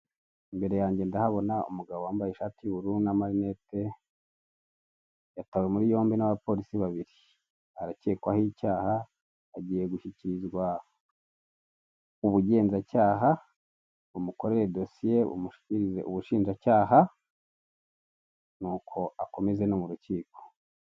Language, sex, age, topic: Kinyarwanda, male, 25-35, government